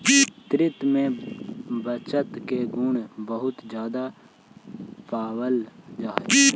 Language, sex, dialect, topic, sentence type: Magahi, male, Central/Standard, agriculture, statement